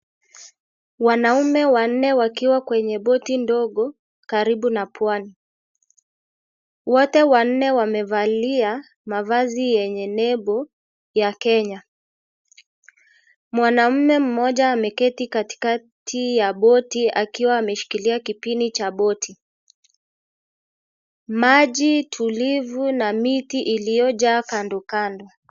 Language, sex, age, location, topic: Swahili, male, 25-35, Kisii, education